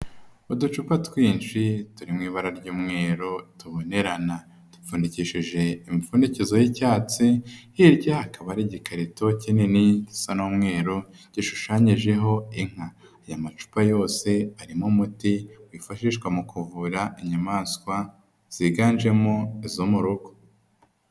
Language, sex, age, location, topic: Kinyarwanda, male, 25-35, Nyagatare, agriculture